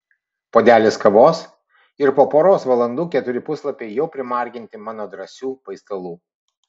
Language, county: Lithuanian, Vilnius